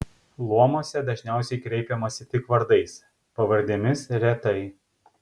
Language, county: Lithuanian, Kaunas